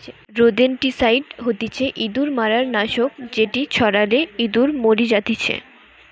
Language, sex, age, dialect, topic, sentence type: Bengali, female, 18-24, Western, agriculture, statement